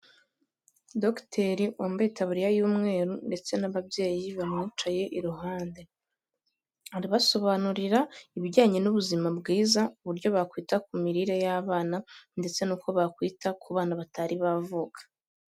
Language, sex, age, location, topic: Kinyarwanda, female, 18-24, Kigali, health